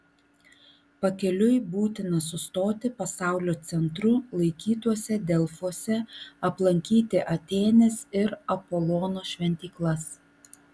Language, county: Lithuanian, Vilnius